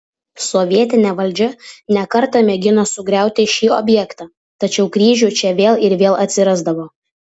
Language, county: Lithuanian, Vilnius